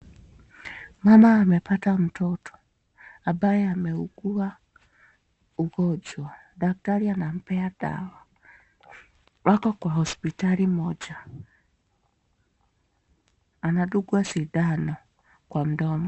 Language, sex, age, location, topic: Swahili, female, 25-35, Nakuru, health